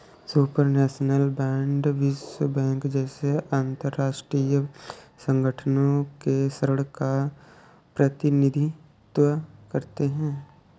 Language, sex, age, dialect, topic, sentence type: Hindi, male, 18-24, Awadhi Bundeli, banking, statement